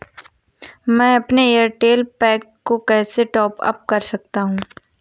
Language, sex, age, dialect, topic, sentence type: Hindi, female, 18-24, Awadhi Bundeli, banking, question